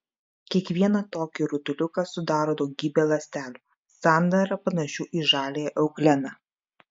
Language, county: Lithuanian, Klaipėda